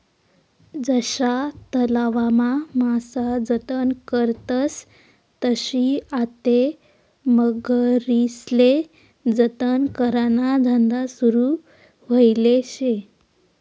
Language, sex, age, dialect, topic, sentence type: Marathi, female, 18-24, Northern Konkan, agriculture, statement